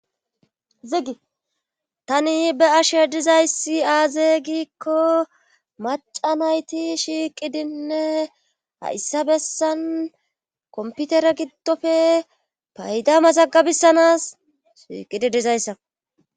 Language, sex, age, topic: Gamo, female, 36-49, government